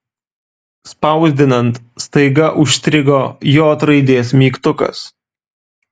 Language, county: Lithuanian, Vilnius